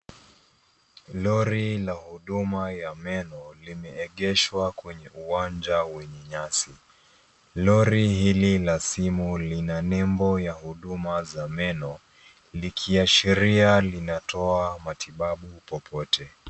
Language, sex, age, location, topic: Swahili, female, 18-24, Nairobi, health